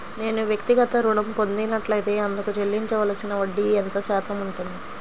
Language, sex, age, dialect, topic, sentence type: Telugu, female, 25-30, Central/Coastal, banking, question